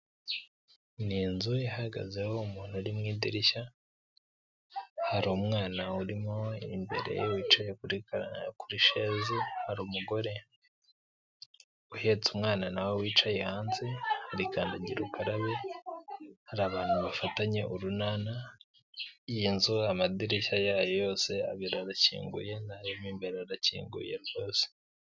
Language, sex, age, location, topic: Kinyarwanda, male, 18-24, Nyagatare, government